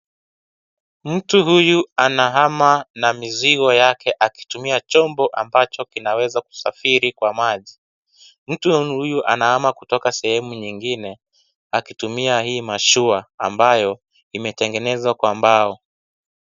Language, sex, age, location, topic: Swahili, male, 25-35, Kisii, health